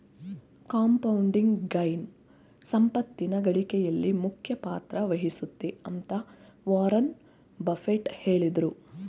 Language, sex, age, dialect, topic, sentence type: Kannada, female, 41-45, Mysore Kannada, banking, statement